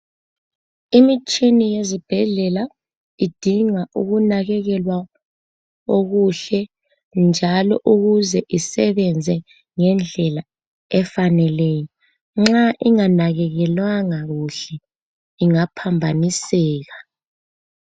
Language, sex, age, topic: North Ndebele, female, 18-24, health